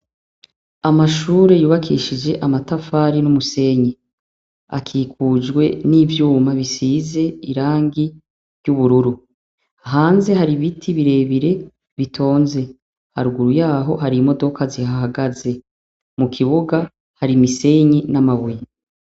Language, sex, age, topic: Rundi, female, 36-49, education